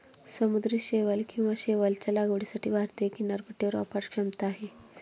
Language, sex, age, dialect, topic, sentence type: Marathi, female, 25-30, Standard Marathi, agriculture, statement